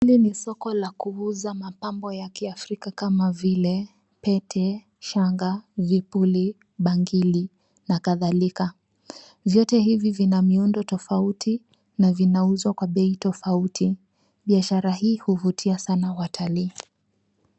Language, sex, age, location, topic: Swahili, female, 25-35, Nairobi, finance